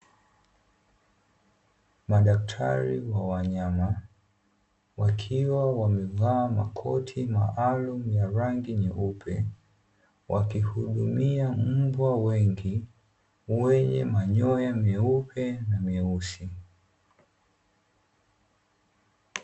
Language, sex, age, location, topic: Swahili, male, 25-35, Dar es Salaam, agriculture